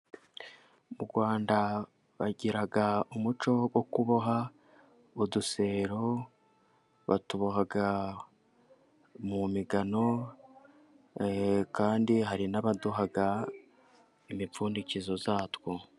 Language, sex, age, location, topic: Kinyarwanda, male, 18-24, Musanze, government